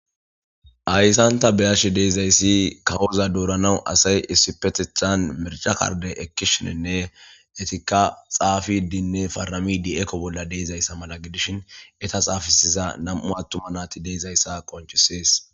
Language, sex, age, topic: Gamo, female, 18-24, government